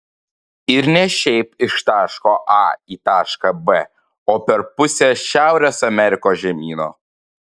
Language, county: Lithuanian, Panevėžys